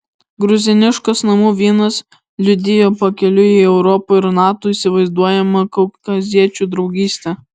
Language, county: Lithuanian, Alytus